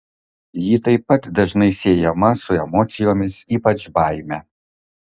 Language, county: Lithuanian, Kaunas